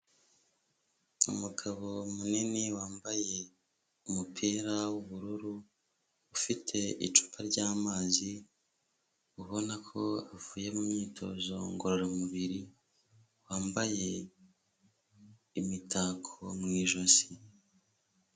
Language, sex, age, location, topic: Kinyarwanda, male, 25-35, Huye, health